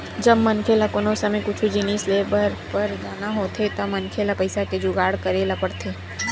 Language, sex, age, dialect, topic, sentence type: Chhattisgarhi, female, 18-24, Western/Budati/Khatahi, banking, statement